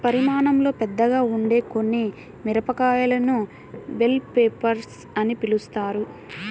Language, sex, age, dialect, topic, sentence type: Telugu, female, 18-24, Central/Coastal, agriculture, statement